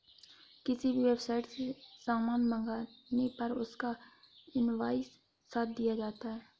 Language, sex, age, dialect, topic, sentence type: Hindi, female, 56-60, Awadhi Bundeli, banking, statement